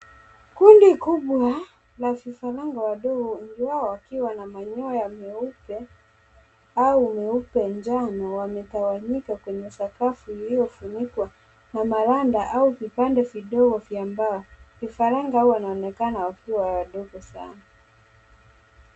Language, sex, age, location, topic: Swahili, male, 25-35, Nairobi, agriculture